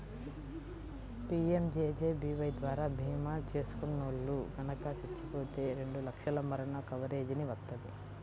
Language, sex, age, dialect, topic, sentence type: Telugu, female, 18-24, Central/Coastal, banking, statement